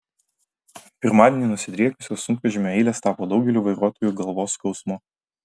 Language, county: Lithuanian, Vilnius